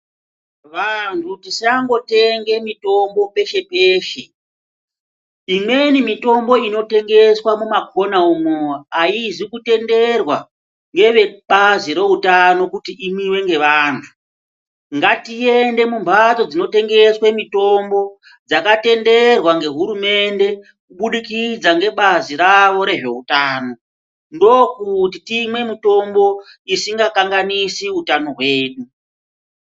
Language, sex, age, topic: Ndau, male, 36-49, health